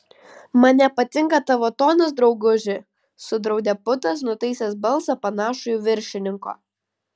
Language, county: Lithuanian, Vilnius